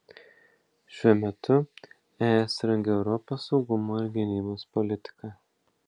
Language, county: Lithuanian, Panevėžys